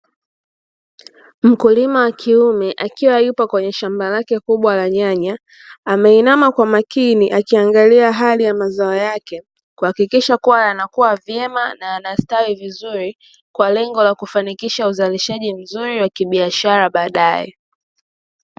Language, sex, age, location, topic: Swahili, female, 25-35, Dar es Salaam, agriculture